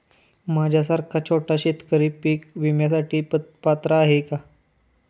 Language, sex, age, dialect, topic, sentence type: Marathi, male, 18-24, Standard Marathi, agriculture, question